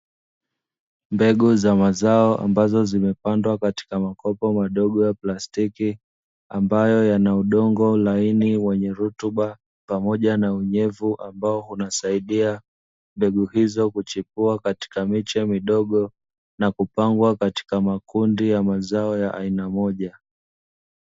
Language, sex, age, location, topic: Swahili, male, 25-35, Dar es Salaam, agriculture